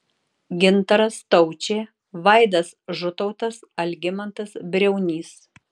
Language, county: Lithuanian, Tauragė